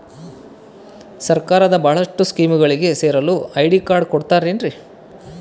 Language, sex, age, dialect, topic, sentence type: Kannada, male, 31-35, Central, banking, question